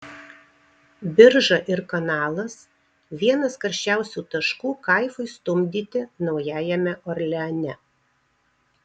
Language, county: Lithuanian, Marijampolė